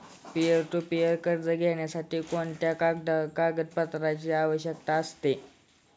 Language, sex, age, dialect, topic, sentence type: Marathi, male, 25-30, Standard Marathi, banking, statement